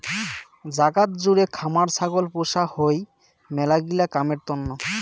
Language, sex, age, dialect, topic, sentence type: Bengali, male, 25-30, Rajbangshi, agriculture, statement